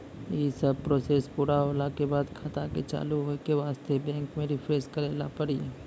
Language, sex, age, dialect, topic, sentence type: Maithili, male, 18-24, Angika, banking, question